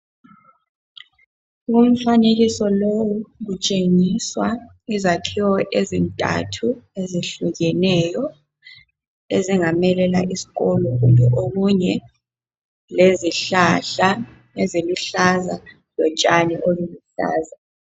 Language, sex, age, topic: North Ndebele, female, 18-24, education